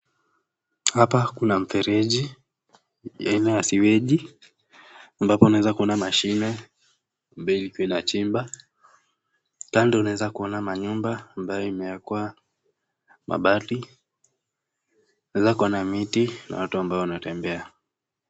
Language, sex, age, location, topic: Swahili, male, 18-24, Nakuru, government